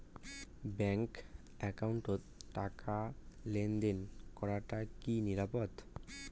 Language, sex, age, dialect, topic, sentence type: Bengali, male, 18-24, Rajbangshi, banking, question